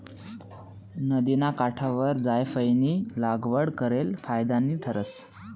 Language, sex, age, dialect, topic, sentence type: Marathi, male, 18-24, Northern Konkan, agriculture, statement